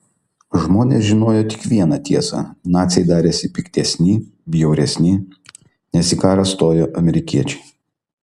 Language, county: Lithuanian, Kaunas